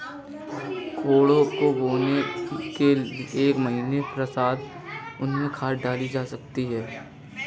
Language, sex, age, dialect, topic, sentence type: Hindi, female, 41-45, Kanauji Braj Bhasha, agriculture, statement